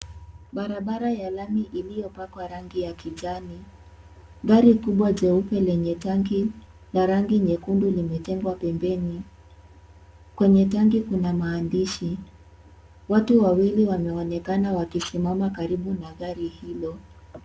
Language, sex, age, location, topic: Swahili, female, 18-24, Kisii, health